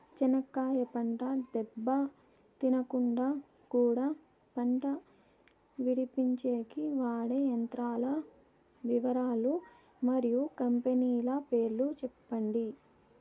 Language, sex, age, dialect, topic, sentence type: Telugu, female, 18-24, Southern, agriculture, question